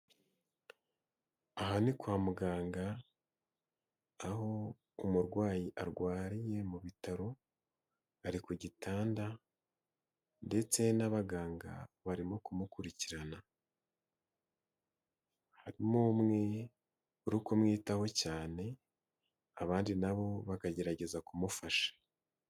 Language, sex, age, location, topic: Kinyarwanda, male, 18-24, Nyagatare, health